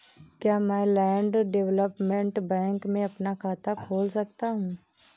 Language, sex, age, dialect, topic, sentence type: Hindi, female, 18-24, Awadhi Bundeli, banking, statement